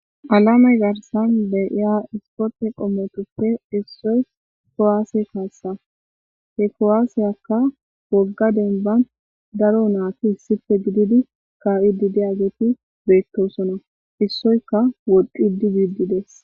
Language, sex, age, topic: Gamo, female, 25-35, government